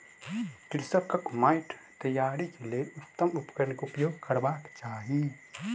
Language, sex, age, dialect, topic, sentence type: Maithili, male, 18-24, Southern/Standard, agriculture, statement